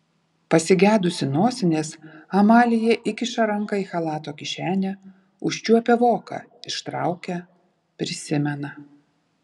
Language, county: Lithuanian, Vilnius